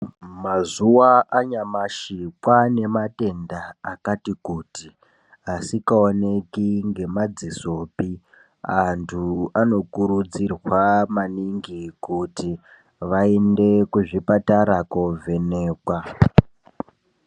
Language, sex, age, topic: Ndau, male, 18-24, health